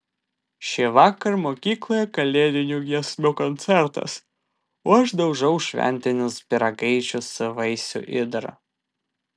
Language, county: Lithuanian, Vilnius